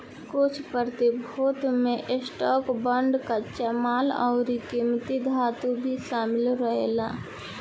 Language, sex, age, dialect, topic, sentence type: Bhojpuri, female, 18-24, Southern / Standard, banking, statement